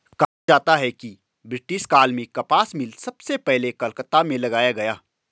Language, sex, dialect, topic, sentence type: Hindi, male, Marwari Dhudhari, agriculture, statement